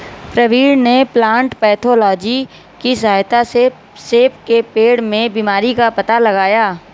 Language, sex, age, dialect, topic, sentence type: Hindi, female, 36-40, Marwari Dhudhari, agriculture, statement